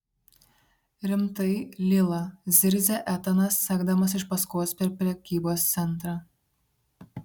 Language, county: Lithuanian, Šiauliai